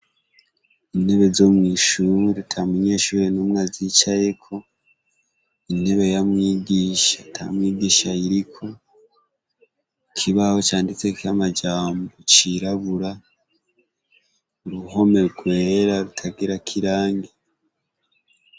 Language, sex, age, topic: Rundi, male, 18-24, education